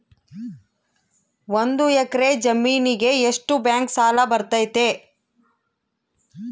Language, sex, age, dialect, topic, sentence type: Kannada, female, 41-45, Central, banking, question